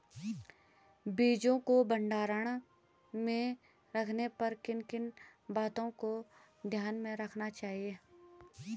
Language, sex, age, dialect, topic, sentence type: Hindi, female, 25-30, Garhwali, agriculture, question